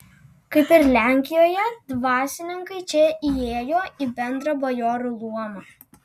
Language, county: Lithuanian, Alytus